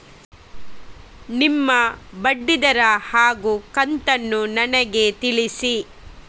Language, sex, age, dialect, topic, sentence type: Kannada, female, 36-40, Coastal/Dakshin, banking, question